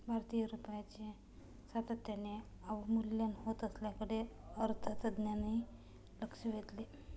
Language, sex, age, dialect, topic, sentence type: Marathi, female, 25-30, Standard Marathi, banking, statement